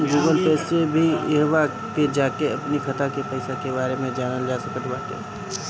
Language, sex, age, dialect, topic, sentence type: Bhojpuri, male, 25-30, Northern, banking, statement